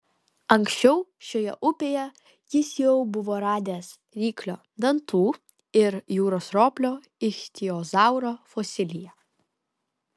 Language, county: Lithuanian, Kaunas